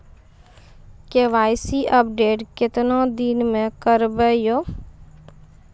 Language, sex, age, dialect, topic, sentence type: Maithili, female, 25-30, Angika, banking, question